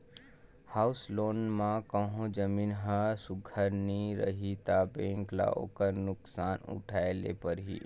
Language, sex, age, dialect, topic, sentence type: Chhattisgarhi, male, 25-30, Northern/Bhandar, banking, statement